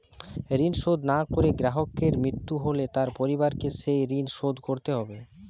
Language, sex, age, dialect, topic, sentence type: Bengali, male, 25-30, Western, banking, question